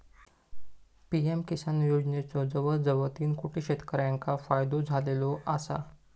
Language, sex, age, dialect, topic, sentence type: Marathi, male, 25-30, Southern Konkan, agriculture, statement